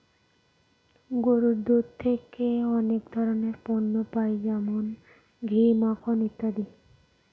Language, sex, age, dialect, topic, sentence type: Bengali, female, 18-24, Northern/Varendri, agriculture, statement